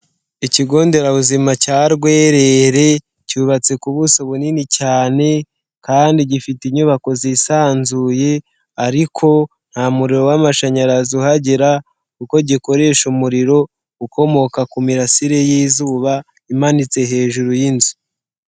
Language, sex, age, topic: Kinyarwanda, male, 18-24, health